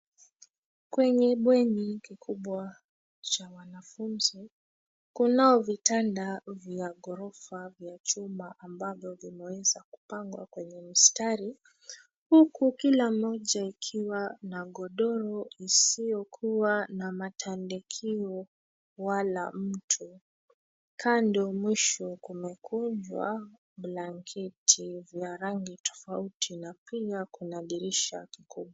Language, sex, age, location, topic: Swahili, female, 25-35, Nairobi, education